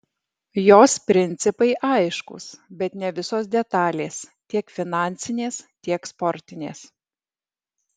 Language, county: Lithuanian, Alytus